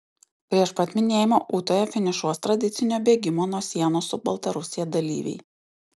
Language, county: Lithuanian, Utena